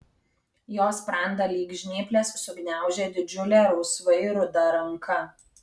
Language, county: Lithuanian, Kaunas